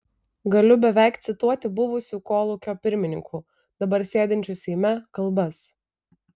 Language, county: Lithuanian, Vilnius